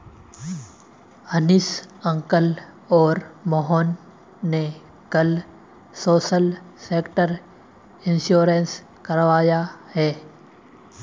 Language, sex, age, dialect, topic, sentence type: Hindi, male, 18-24, Marwari Dhudhari, banking, statement